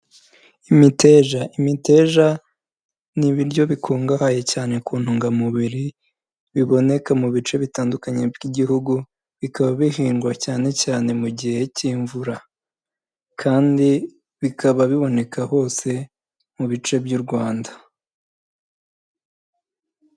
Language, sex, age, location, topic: Kinyarwanda, male, 18-24, Musanze, agriculture